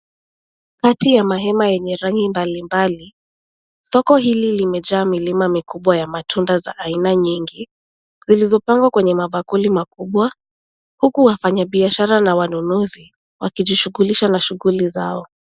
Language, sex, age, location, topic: Swahili, female, 18-24, Nairobi, finance